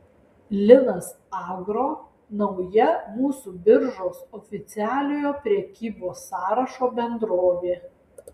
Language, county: Lithuanian, Alytus